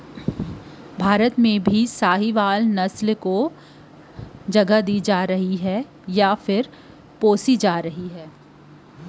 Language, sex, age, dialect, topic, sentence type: Chhattisgarhi, female, 25-30, Western/Budati/Khatahi, agriculture, statement